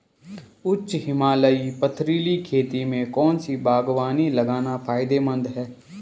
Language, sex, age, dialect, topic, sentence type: Hindi, male, 18-24, Garhwali, agriculture, question